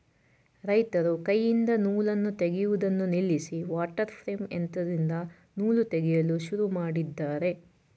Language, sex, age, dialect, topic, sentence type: Kannada, female, 41-45, Mysore Kannada, agriculture, statement